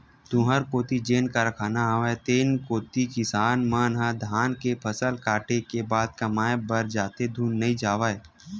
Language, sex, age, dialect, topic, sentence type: Chhattisgarhi, male, 25-30, Western/Budati/Khatahi, agriculture, statement